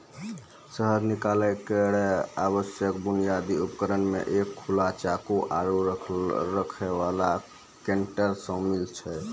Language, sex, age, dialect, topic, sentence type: Maithili, male, 18-24, Angika, agriculture, statement